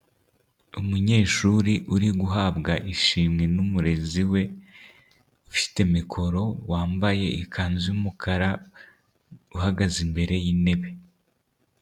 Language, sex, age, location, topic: Kinyarwanda, male, 18-24, Nyagatare, education